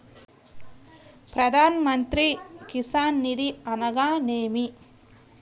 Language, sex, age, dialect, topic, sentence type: Telugu, female, 25-30, Central/Coastal, agriculture, question